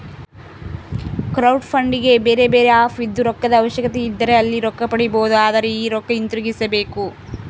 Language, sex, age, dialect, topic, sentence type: Kannada, female, 18-24, Central, banking, statement